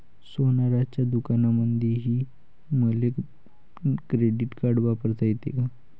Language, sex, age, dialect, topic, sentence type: Marathi, male, 51-55, Varhadi, banking, question